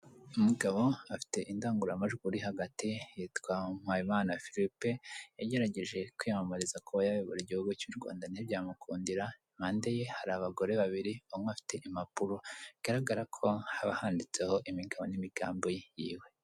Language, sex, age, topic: Kinyarwanda, male, 18-24, government